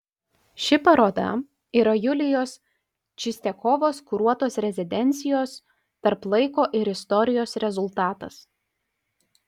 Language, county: Lithuanian, Panevėžys